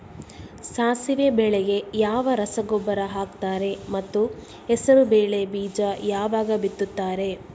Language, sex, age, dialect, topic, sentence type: Kannada, female, 36-40, Coastal/Dakshin, agriculture, question